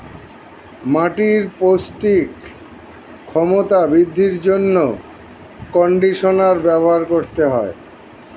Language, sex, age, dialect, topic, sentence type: Bengali, male, 51-55, Standard Colloquial, agriculture, statement